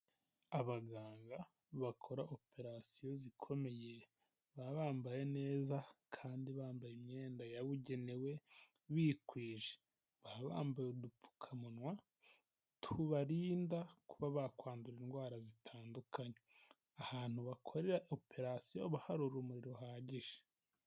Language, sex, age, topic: Kinyarwanda, male, 18-24, health